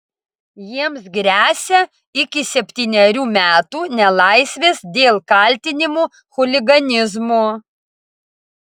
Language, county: Lithuanian, Vilnius